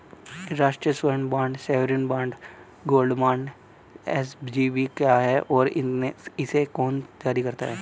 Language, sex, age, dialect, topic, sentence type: Hindi, male, 18-24, Hindustani Malvi Khadi Boli, banking, question